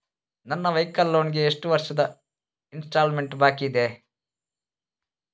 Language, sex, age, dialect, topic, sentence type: Kannada, male, 36-40, Coastal/Dakshin, banking, question